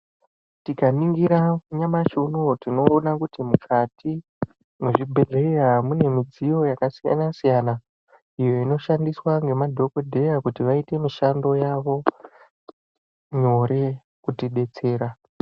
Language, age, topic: Ndau, 18-24, health